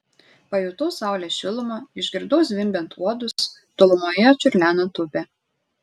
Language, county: Lithuanian, Šiauliai